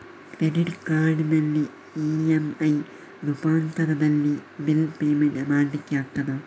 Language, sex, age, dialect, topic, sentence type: Kannada, male, 31-35, Coastal/Dakshin, banking, question